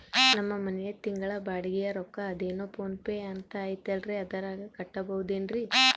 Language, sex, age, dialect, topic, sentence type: Kannada, female, 18-24, Central, banking, question